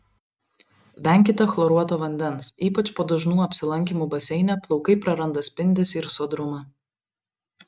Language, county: Lithuanian, Vilnius